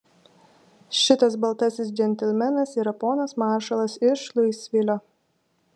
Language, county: Lithuanian, Šiauliai